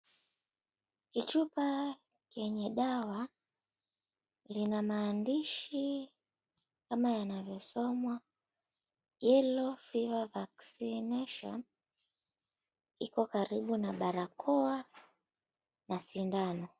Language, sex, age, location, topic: Swahili, female, 25-35, Mombasa, health